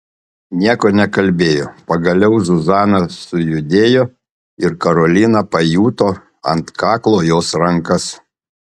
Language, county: Lithuanian, Panevėžys